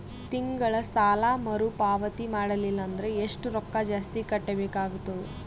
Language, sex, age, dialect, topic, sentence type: Kannada, female, 18-24, Northeastern, banking, question